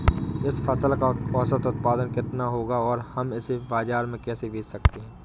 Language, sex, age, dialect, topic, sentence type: Hindi, male, 18-24, Awadhi Bundeli, agriculture, question